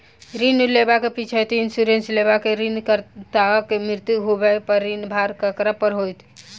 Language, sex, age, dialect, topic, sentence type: Maithili, female, 18-24, Southern/Standard, banking, question